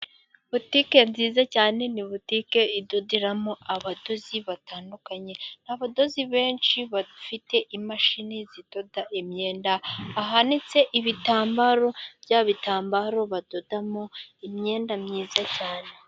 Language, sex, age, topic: Kinyarwanda, female, 18-24, finance